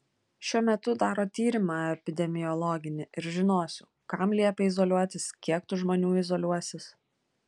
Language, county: Lithuanian, Klaipėda